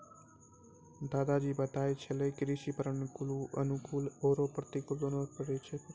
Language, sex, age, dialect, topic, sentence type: Maithili, male, 18-24, Angika, agriculture, statement